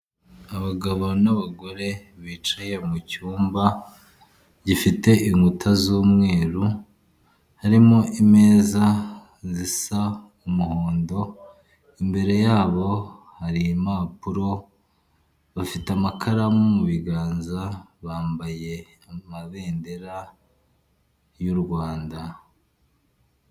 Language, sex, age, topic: Kinyarwanda, male, 25-35, government